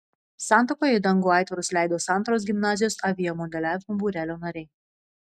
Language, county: Lithuanian, Vilnius